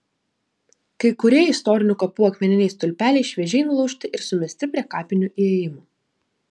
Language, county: Lithuanian, Klaipėda